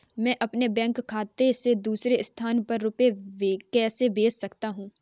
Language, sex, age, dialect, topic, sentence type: Hindi, female, 25-30, Kanauji Braj Bhasha, banking, question